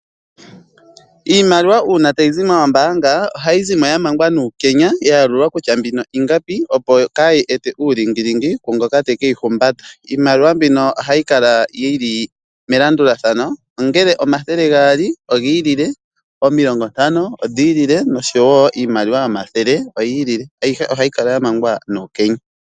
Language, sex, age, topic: Oshiwambo, male, 25-35, finance